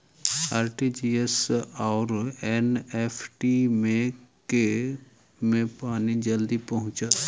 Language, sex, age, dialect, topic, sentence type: Maithili, male, 31-35, Southern/Standard, banking, question